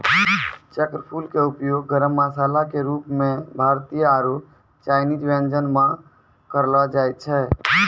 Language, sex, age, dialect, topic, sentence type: Maithili, male, 18-24, Angika, agriculture, statement